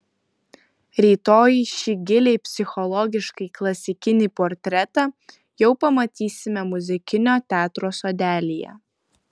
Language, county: Lithuanian, Kaunas